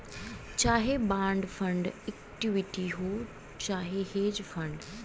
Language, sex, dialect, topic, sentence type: Bhojpuri, female, Western, banking, statement